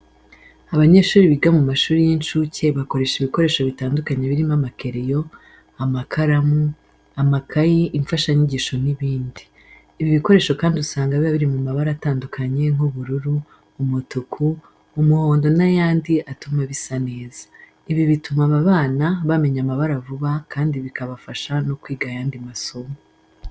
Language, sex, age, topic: Kinyarwanda, female, 25-35, education